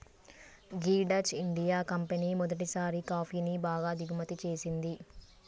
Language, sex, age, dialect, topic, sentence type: Telugu, female, 36-40, Telangana, agriculture, statement